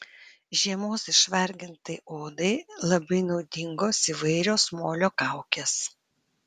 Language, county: Lithuanian, Panevėžys